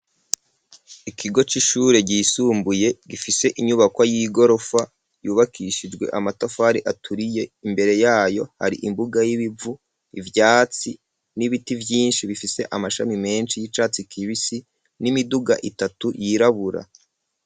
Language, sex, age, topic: Rundi, male, 36-49, education